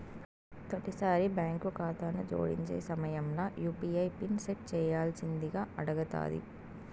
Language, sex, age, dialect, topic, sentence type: Telugu, female, 18-24, Southern, banking, statement